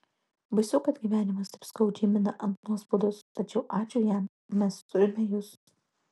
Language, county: Lithuanian, Kaunas